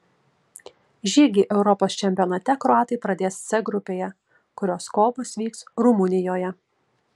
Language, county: Lithuanian, Kaunas